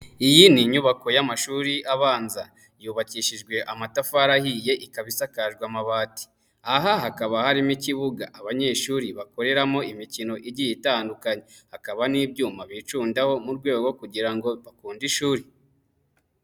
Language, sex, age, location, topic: Kinyarwanda, male, 25-35, Nyagatare, education